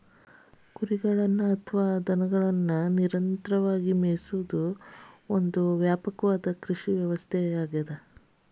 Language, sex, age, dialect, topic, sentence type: Kannada, female, 31-35, Dharwad Kannada, agriculture, statement